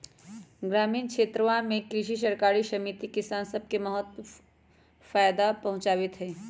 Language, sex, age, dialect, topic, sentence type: Magahi, male, 25-30, Western, agriculture, statement